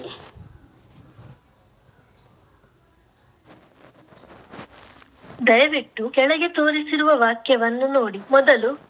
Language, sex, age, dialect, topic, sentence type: Kannada, female, 60-100, Dharwad Kannada, agriculture, statement